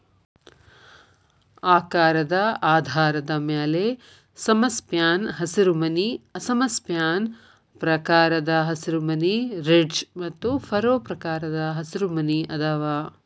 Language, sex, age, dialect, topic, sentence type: Kannada, female, 25-30, Dharwad Kannada, agriculture, statement